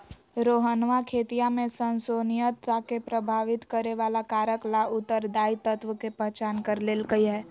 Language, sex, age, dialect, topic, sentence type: Magahi, female, 56-60, Western, agriculture, statement